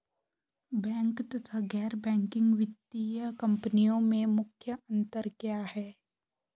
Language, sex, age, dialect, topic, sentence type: Hindi, male, 18-24, Hindustani Malvi Khadi Boli, banking, question